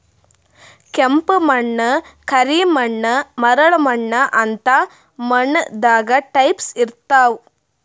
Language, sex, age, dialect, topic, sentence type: Kannada, female, 18-24, Northeastern, agriculture, statement